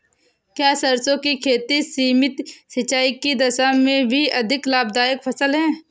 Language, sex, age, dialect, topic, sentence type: Hindi, male, 25-30, Kanauji Braj Bhasha, agriculture, question